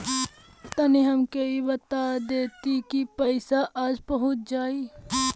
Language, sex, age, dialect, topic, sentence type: Bhojpuri, female, 18-24, Western, banking, question